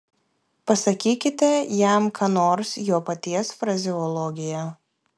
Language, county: Lithuanian, Klaipėda